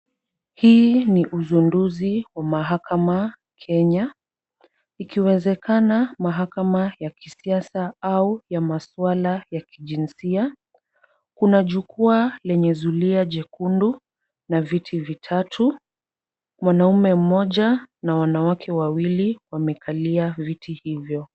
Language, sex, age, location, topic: Swahili, female, 36-49, Kisumu, government